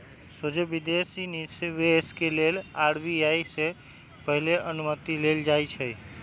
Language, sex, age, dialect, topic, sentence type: Magahi, male, 18-24, Western, banking, statement